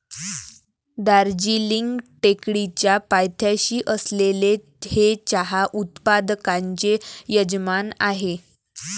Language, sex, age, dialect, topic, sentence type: Marathi, female, 18-24, Varhadi, agriculture, statement